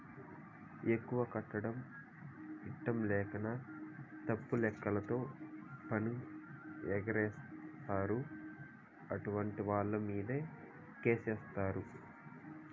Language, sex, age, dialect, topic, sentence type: Telugu, male, 25-30, Southern, banking, statement